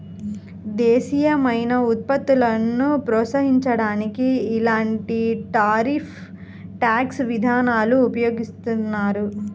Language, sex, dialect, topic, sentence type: Telugu, female, Central/Coastal, banking, statement